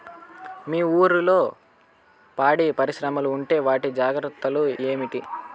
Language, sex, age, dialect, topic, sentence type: Telugu, male, 25-30, Southern, agriculture, question